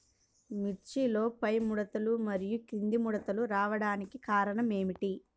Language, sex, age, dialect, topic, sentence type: Telugu, male, 25-30, Central/Coastal, agriculture, question